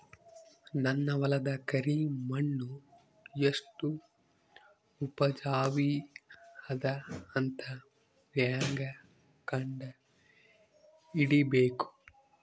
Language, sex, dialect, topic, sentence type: Kannada, male, Northeastern, agriculture, question